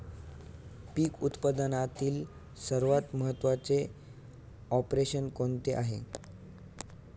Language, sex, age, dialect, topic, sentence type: Marathi, male, 18-24, Standard Marathi, agriculture, question